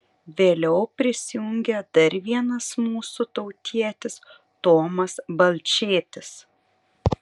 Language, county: Lithuanian, Panevėžys